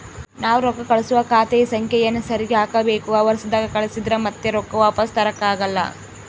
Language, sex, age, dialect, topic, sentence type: Kannada, female, 18-24, Central, banking, statement